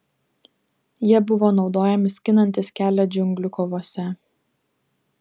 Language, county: Lithuanian, Klaipėda